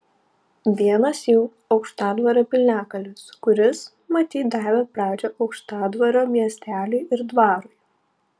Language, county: Lithuanian, Panevėžys